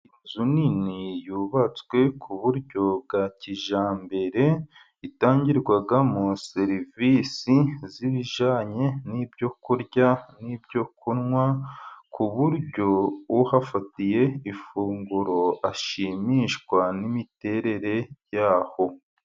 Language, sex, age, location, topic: Kinyarwanda, male, 36-49, Burera, finance